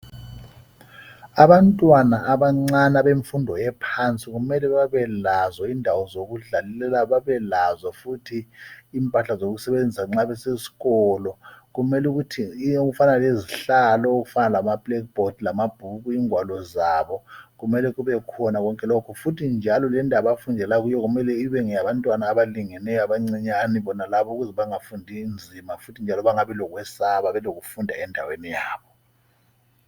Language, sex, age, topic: North Ndebele, male, 50+, education